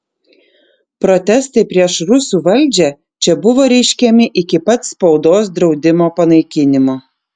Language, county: Lithuanian, Vilnius